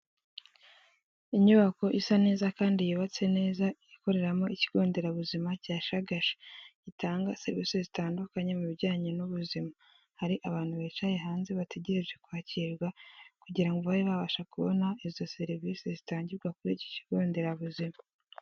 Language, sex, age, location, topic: Kinyarwanda, female, 18-24, Kigali, health